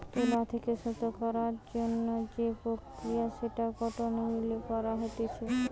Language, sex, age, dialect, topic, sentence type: Bengali, female, 18-24, Western, agriculture, statement